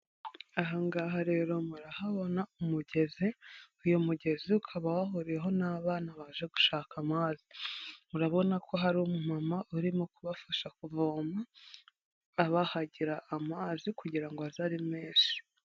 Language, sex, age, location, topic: Kinyarwanda, female, 25-35, Huye, health